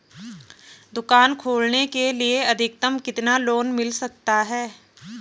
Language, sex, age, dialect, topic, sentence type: Hindi, female, 31-35, Garhwali, banking, question